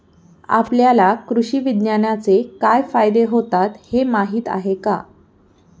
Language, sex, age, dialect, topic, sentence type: Marathi, female, 18-24, Standard Marathi, agriculture, statement